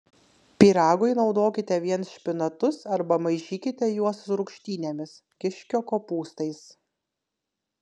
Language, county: Lithuanian, Kaunas